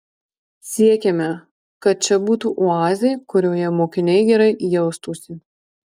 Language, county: Lithuanian, Marijampolė